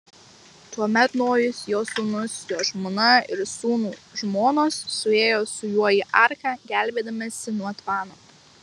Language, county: Lithuanian, Marijampolė